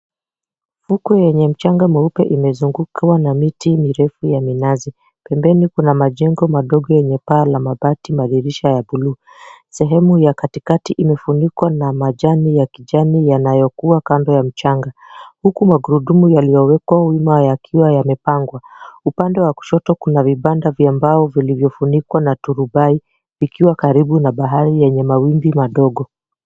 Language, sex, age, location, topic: Swahili, female, 25-35, Mombasa, agriculture